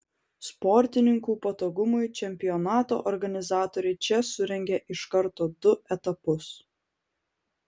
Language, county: Lithuanian, Vilnius